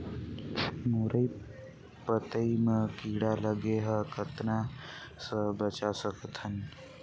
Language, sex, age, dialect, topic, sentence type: Chhattisgarhi, male, 46-50, Northern/Bhandar, agriculture, question